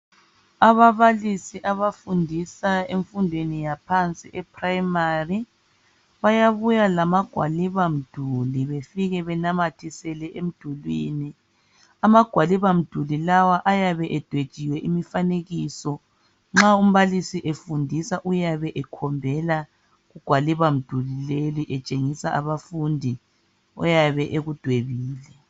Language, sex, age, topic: North Ndebele, female, 36-49, education